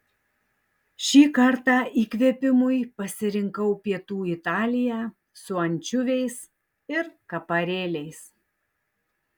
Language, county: Lithuanian, Tauragė